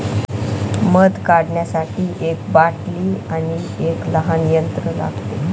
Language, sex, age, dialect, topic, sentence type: Marathi, male, 18-24, Northern Konkan, agriculture, statement